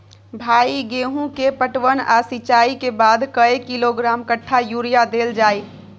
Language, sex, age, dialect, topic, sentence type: Maithili, female, 25-30, Bajjika, agriculture, question